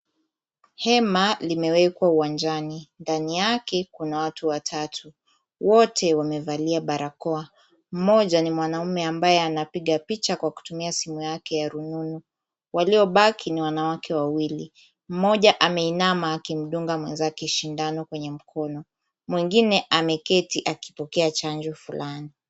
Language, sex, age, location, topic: Swahili, female, 18-24, Kisumu, health